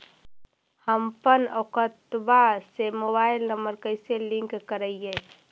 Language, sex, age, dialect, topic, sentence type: Magahi, female, 41-45, Central/Standard, banking, question